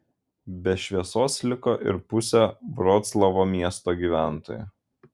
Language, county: Lithuanian, Šiauliai